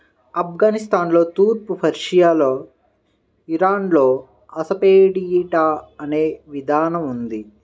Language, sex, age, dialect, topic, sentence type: Telugu, male, 31-35, Central/Coastal, agriculture, statement